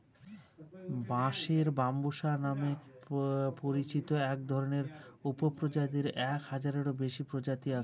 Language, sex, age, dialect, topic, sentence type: Bengali, male, 36-40, Northern/Varendri, agriculture, statement